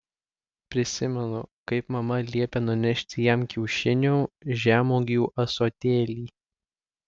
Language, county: Lithuanian, Klaipėda